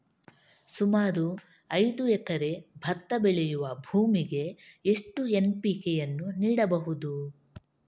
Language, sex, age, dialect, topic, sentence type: Kannada, female, 31-35, Coastal/Dakshin, agriculture, question